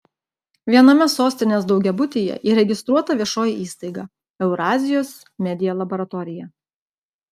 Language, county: Lithuanian, Klaipėda